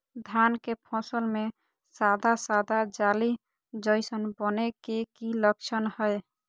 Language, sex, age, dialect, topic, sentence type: Magahi, female, 36-40, Southern, agriculture, question